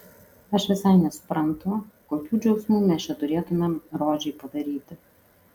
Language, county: Lithuanian, Kaunas